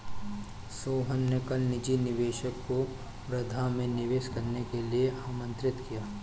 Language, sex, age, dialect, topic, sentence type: Hindi, male, 25-30, Awadhi Bundeli, banking, statement